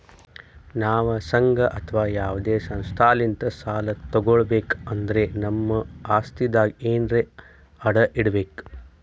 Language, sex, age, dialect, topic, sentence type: Kannada, male, 60-100, Northeastern, banking, statement